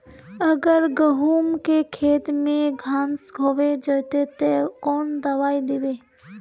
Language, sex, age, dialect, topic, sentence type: Magahi, female, 18-24, Northeastern/Surjapuri, agriculture, question